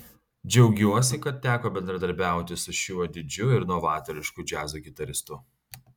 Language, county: Lithuanian, Kaunas